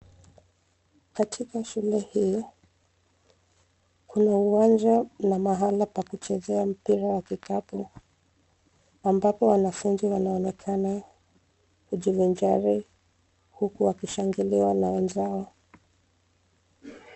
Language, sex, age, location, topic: Swahili, female, 25-35, Nairobi, education